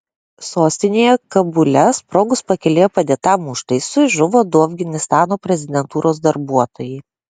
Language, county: Lithuanian, Klaipėda